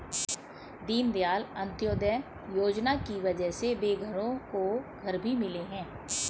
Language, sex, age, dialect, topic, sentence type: Hindi, female, 41-45, Hindustani Malvi Khadi Boli, banking, statement